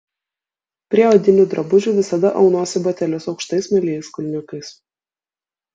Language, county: Lithuanian, Vilnius